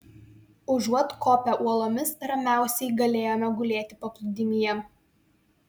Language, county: Lithuanian, Vilnius